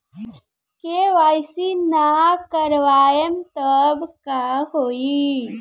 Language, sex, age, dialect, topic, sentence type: Bhojpuri, female, 18-24, Southern / Standard, banking, question